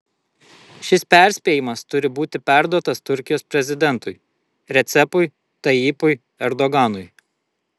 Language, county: Lithuanian, Vilnius